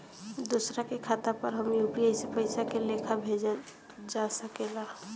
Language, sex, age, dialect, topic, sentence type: Bhojpuri, female, 18-24, Northern, banking, question